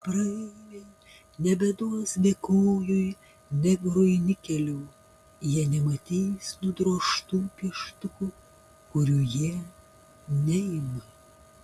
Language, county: Lithuanian, Panevėžys